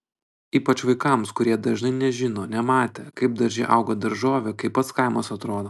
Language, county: Lithuanian, Panevėžys